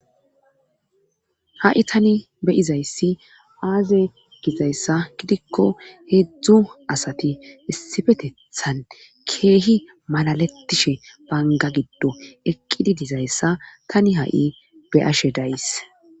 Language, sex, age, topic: Gamo, female, 25-35, government